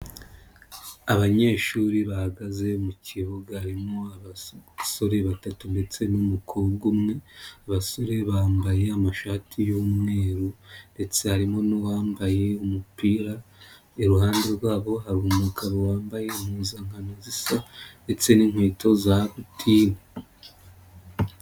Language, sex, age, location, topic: Kinyarwanda, female, 25-35, Nyagatare, education